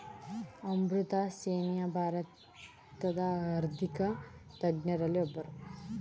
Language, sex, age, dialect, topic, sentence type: Kannada, female, 18-24, Mysore Kannada, banking, statement